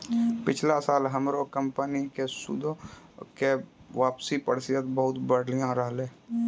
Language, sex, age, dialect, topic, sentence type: Maithili, male, 18-24, Angika, banking, statement